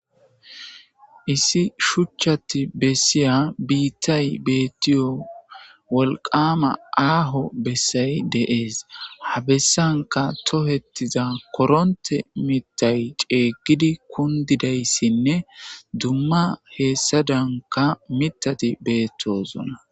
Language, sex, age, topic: Gamo, male, 25-35, government